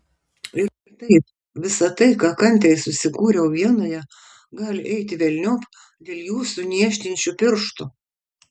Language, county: Lithuanian, Kaunas